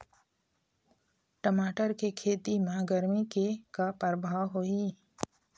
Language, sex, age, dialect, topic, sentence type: Chhattisgarhi, female, 25-30, Eastern, agriculture, question